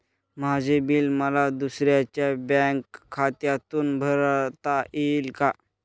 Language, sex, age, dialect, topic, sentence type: Marathi, male, 18-24, Northern Konkan, banking, question